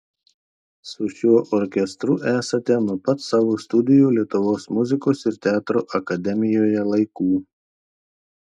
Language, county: Lithuanian, Telšiai